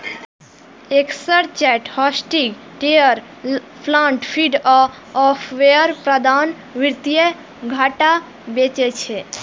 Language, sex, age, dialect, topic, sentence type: Maithili, female, 18-24, Eastern / Thethi, banking, statement